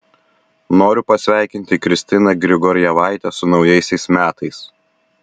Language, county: Lithuanian, Vilnius